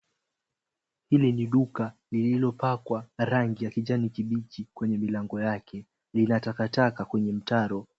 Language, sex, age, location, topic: Swahili, male, 18-24, Mombasa, finance